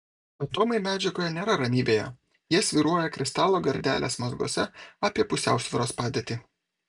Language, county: Lithuanian, Vilnius